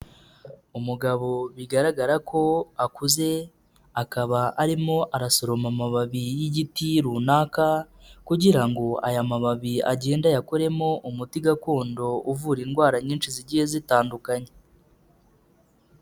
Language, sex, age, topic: Kinyarwanda, male, 25-35, health